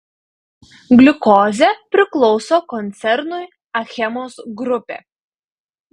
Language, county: Lithuanian, Panevėžys